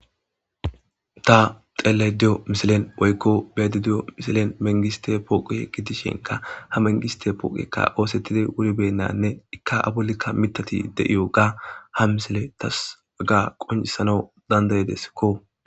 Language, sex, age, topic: Gamo, male, 25-35, government